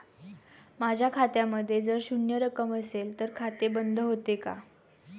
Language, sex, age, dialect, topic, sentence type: Marathi, female, 18-24, Standard Marathi, banking, question